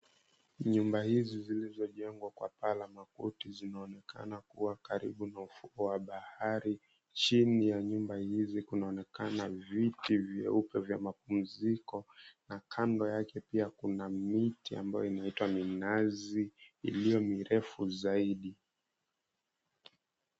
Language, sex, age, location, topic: Swahili, male, 18-24, Mombasa, government